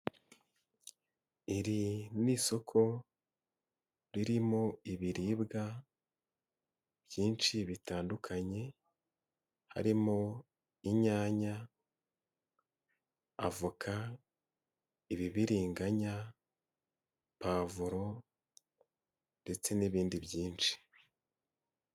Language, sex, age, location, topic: Kinyarwanda, male, 18-24, Nyagatare, agriculture